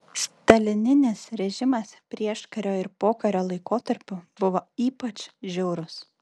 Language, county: Lithuanian, Vilnius